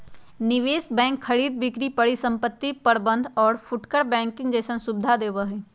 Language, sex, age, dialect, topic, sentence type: Magahi, female, 46-50, Western, banking, statement